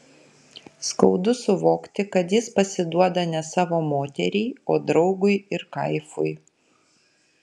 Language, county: Lithuanian, Kaunas